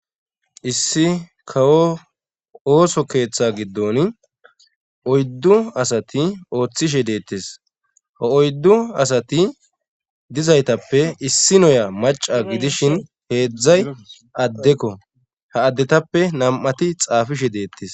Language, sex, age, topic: Gamo, male, 18-24, government